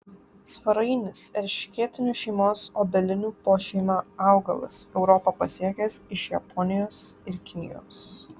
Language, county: Lithuanian, Kaunas